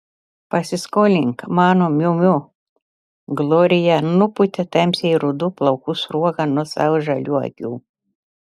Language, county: Lithuanian, Telšiai